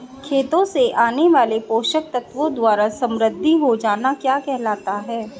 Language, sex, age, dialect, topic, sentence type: Hindi, female, 36-40, Hindustani Malvi Khadi Boli, agriculture, question